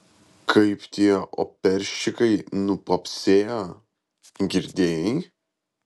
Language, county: Lithuanian, Vilnius